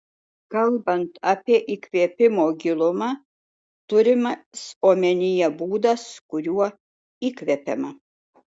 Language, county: Lithuanian, Šiauliai